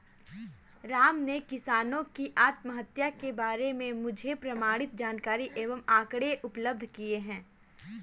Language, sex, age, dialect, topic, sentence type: Hindi, female, 18-24, Kanauji Braj Bhasha, agriculture, statement